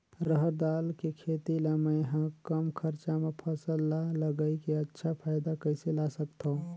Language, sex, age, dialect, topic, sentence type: Chhattisgarhi, male, 36-40, Northern/Bhandar, agriculture, question